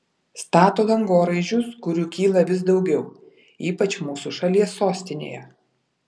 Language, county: Lithuanian, Vilnius